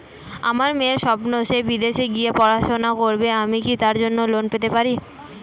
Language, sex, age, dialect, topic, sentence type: Bengali, female, <18, Standard Colloquial, banking, question